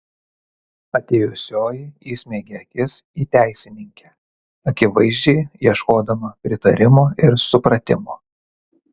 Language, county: Lithuanian, Kaunas